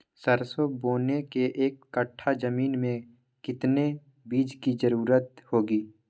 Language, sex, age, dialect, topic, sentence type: Magahi, male, 18-24, Western, agriculture, question